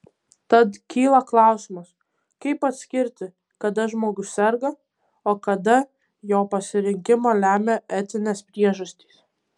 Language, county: Lithuanian, Kaunas